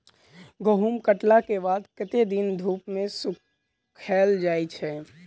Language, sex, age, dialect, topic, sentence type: Maithili, male, 18-24, Southern/Standard, agriculture, question